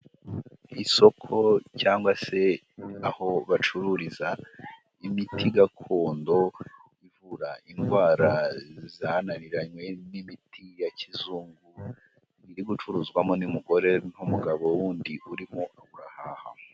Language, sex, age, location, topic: Kinyarwanda, male, 18-24, Huye, health